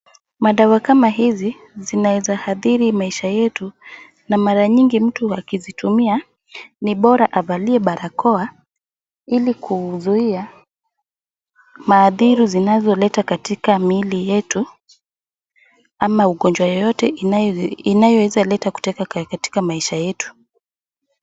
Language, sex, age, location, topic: Swahili, female, 25-35, Wajir, health